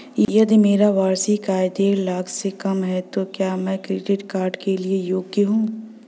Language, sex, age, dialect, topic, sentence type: Hindi, female, 18-24, Hindustani Malvi Khadi Boli, banking, question